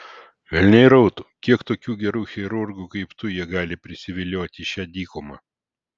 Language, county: Lithuanian, Vilnius